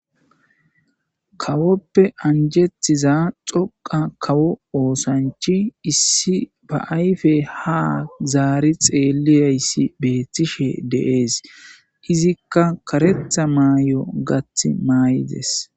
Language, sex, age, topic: Gamo, male, 18-24, government